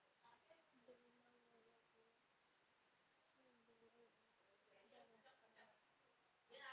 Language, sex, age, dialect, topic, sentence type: Hindi, female, 18-24, Kanauji Braj Bhasha, banking, statement